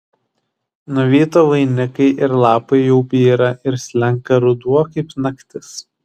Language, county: Lithuanian, Šiauliai